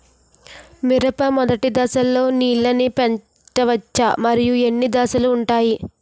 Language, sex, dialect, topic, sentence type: Telugu, female, Utterandhra, agriculture, question